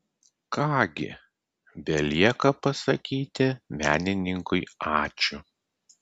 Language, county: Lithuanian, Klaipėda